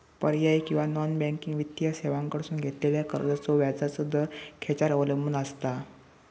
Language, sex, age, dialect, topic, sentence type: Marathi, male, 18-24, Southern Konkan, banking, question